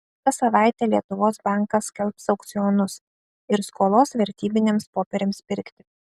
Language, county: Lithuanian, Kaunas